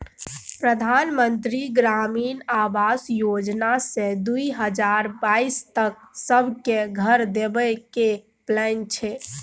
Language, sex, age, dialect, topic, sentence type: Maithili, female, 18-24, Bajjika, agriculture, statement